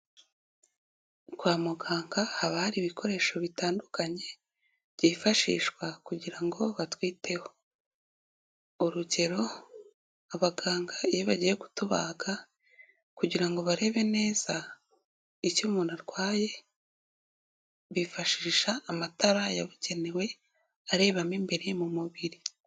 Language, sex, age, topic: Kinyarwanda, female, 18-24, health